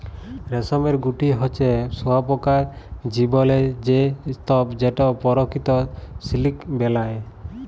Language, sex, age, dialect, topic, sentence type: Bengali, male, 25-30, Jharkhandi, agriculture, statement